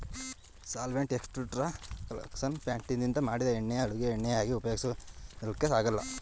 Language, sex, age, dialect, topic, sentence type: Kannada, male, 31-35, Mysore Kannada, agriculture, statement